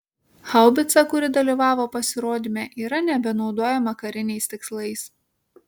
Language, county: Lithuanian, Kaunas